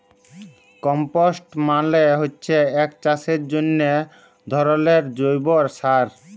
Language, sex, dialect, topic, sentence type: Bengali, male, Jharkhandi, agriculture, statement